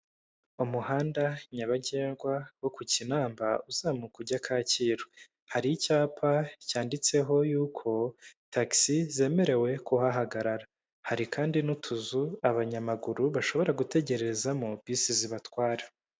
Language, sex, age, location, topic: Kinyarwanda, male, 25-35, Kigali, government